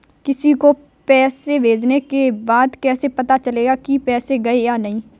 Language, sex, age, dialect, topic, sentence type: Hindi, female, 31-35, Kanauji Braj Bhasha, banking, question